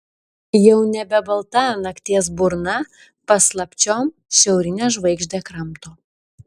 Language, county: Lithuanian, Šiauliai